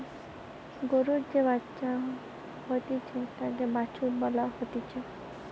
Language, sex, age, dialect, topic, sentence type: Bengali, female, 18-24, Western, agriculture, statement